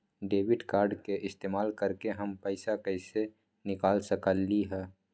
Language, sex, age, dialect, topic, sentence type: Magahi, male, 18-24, Western, banking, question